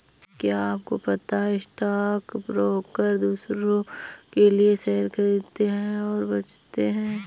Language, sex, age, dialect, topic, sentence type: Hindi, female, 25-30, Kanauji Braj Bhasha, banking, statement